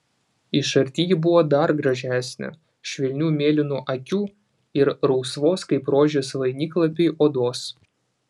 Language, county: Lithuanian, Vilnius